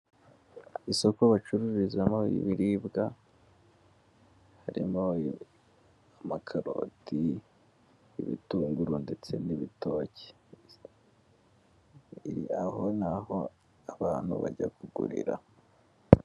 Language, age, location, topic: Kinyarwanda, 18-24, Kigali, finance